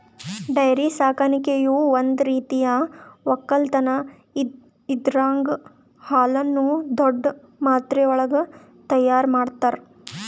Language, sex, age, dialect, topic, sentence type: Kannada, female, 18-24, Northeastern, agriculture, statement